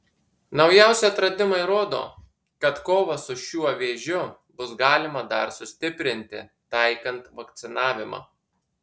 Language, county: Lithuanian, Marijampolė